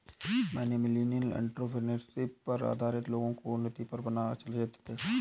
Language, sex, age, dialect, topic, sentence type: Hindi, male, 18-24, Awadhi Bundeli, banking, statement